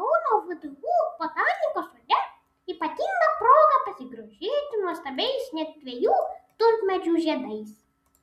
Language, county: Lithuanian, Vilnius